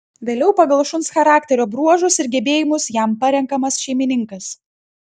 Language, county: Lithuanian, Klaipėda